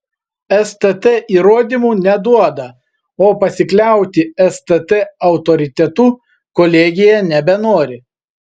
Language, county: Lithuanian, Vilnius